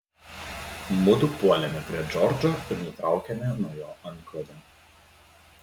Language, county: Lithuanian, Klaipėda